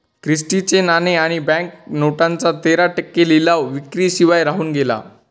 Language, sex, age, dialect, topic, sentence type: Marathi, male, 18-24, Northern Konkan, banking, statement